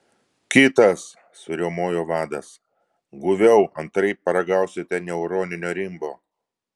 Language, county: Lithuanian, Vilnius